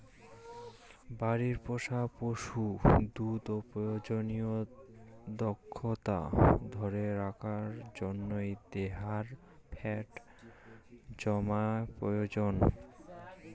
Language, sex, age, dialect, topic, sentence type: Bengali, male, 18-24, Rajbangshi, agriculture, statement